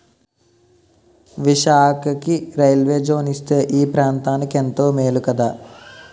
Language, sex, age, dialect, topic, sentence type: Telugu, male, 18-24, Utterandhra, banking, statement